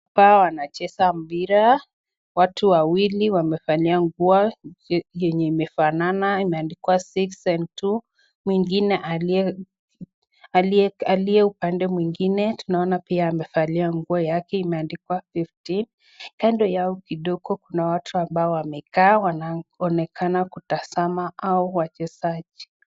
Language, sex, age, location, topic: Swahili, female, 18-24, Nakuru, government